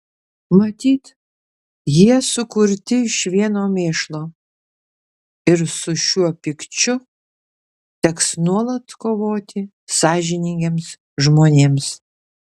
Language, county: Lithuanian, Kaunas